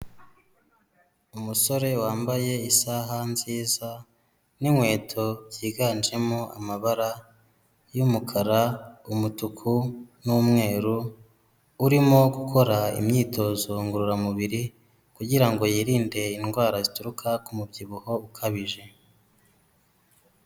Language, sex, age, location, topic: Kinyarwanda, female, 18-24, Kigali, health